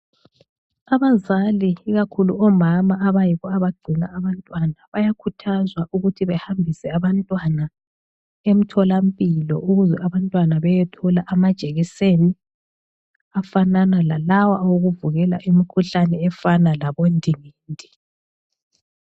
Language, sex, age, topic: North Ndebele, female, 36-49, health